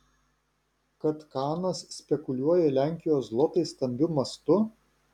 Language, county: Lithuanian, Vilnius